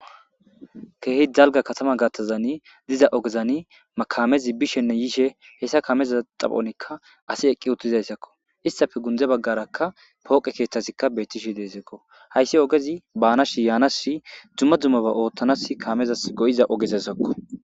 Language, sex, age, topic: Gamo, male, 18-24, government